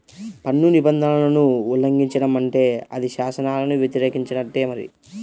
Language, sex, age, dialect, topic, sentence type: Telugu, male, 60-100, Central/Coastal, banking, statement